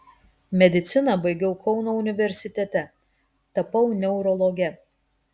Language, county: Lithuanian, Kaunas